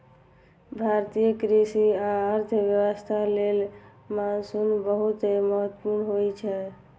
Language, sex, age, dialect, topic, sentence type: Maithili, male, 25-30, Eastern / Thethi, agriculture, statement